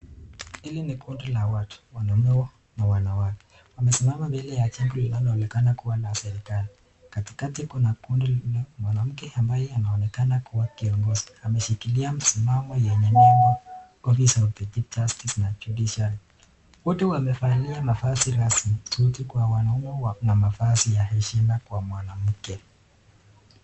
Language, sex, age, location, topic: Swahili, male, 18-24, Nakuru, government